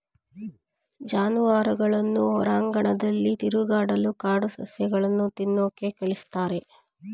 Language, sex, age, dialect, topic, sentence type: Kannada, female, 25-30, Mysore Kannada, agriculture, statement